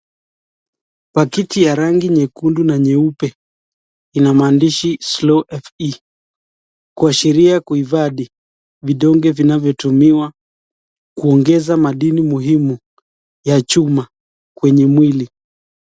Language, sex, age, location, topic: Swahili, male, 25-35, Nakuru, health